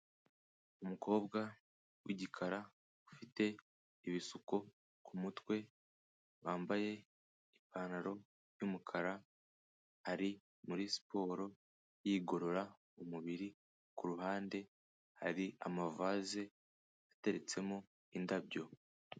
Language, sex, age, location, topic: Kinyarwanda, male, 18-24, Kigali, health